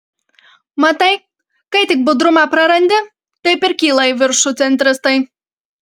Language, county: Lithuanian, Panevėžys